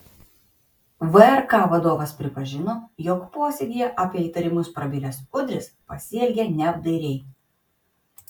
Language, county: Lithuanian, Kaunas